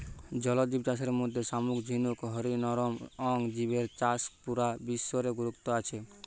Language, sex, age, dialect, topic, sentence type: Bengali, male, 18-24, Western, agriculture, statement